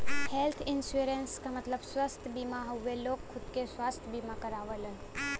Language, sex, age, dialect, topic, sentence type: Bhojpuri, female, 18-24, Western, banking, statement